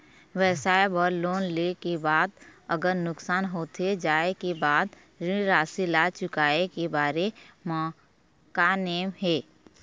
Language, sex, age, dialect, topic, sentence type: Chhattisgarhi, female, 25-30, Eastern, banking, question